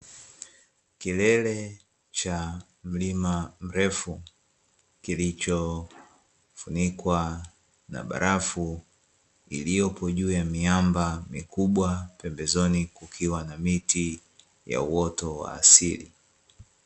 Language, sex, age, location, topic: Swahili, male, 25-35, Dar es Salaam, agriculture